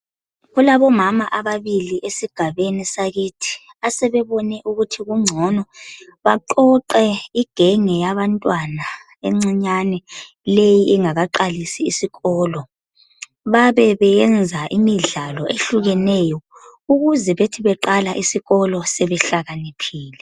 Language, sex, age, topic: North Ndebele, female, 25-35, education